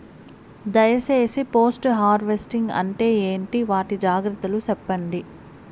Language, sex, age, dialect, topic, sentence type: Telugu, female, 25-30, Southern, agriculture, question